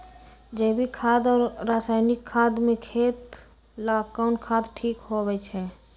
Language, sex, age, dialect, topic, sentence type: Magahi, female, 18-24, Western, agriculture, question